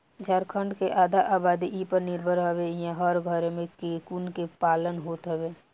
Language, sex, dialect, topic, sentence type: Bhojpuri, female, Northern, agriculture, statement